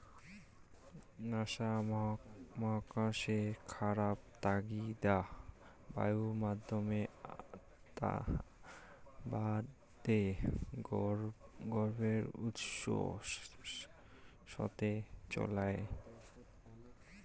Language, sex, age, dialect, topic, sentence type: Bengali, male, 18-24, Rajbangshi, agriculture, statement